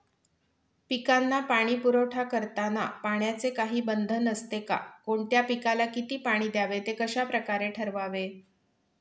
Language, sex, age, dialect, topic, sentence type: Marathi, female, 41-45, Northern Konkan, agriculture, question